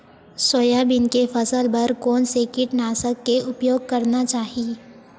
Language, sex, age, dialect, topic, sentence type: Chhattisgarhi, female, 18-24, Western/Budati/Khatahi, agriculture, question